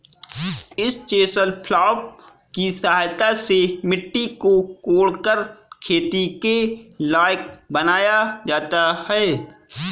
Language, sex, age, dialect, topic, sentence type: Hindi, male, 25-30, Kanauji Braj Bhasha, agriculture, statement